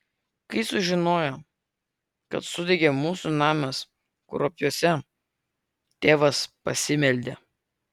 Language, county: Lithuanian, Vilnius